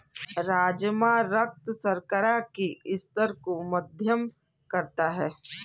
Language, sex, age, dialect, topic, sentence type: Hindi, female, 18-24, Kanauji Braj Bhasha, agriculture, statement